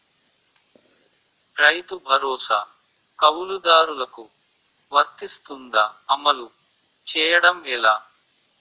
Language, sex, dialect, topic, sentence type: Telugu, male, Utterandhra, agriculture, question